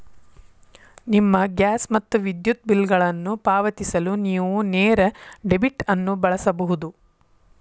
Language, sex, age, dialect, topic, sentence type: Kannada, female, 51-55, Dharwad Kannada, banking, statement